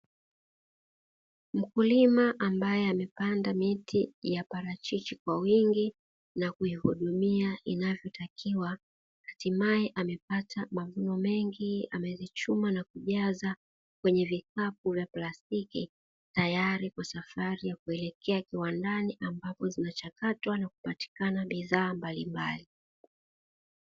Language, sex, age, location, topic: Swahili, female, 36-49, Dar es Salaam, agriculture